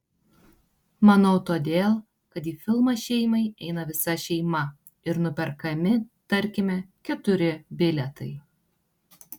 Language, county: Lithuanian, Tauragė